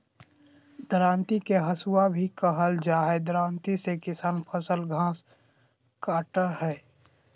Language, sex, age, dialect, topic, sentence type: Magahi, male, 25-30, Southern, agriculture, statement